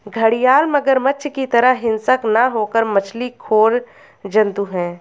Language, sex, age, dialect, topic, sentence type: Hindi, female, 25-30, Garhwali, agriculture, statement